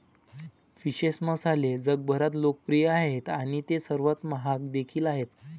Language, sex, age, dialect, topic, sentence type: Marathi, male, 18-24, Varhadi, agriculture, statement